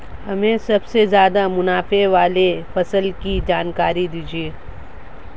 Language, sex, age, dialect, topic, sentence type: Hindi, female, 36-40, Marwari Dhudhari, agriculture, question